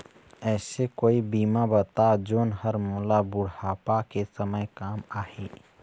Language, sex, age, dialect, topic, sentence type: Chhattisgarhi, male, 31-35, Eastern, banking, question